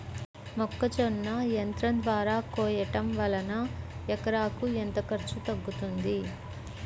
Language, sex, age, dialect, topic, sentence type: Telugu, male, 25-30, Central/Coastal, agriculture, question